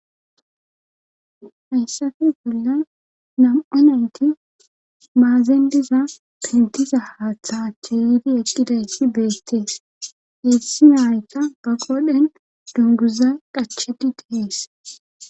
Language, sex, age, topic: Gamo, female, 25-35, government